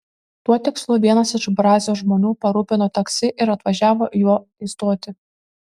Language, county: Lithuanian, Kaunas